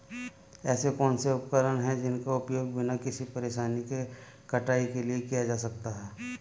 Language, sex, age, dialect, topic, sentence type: Hindi, male, 36-40, Marwari Dhudhari, agriculture, question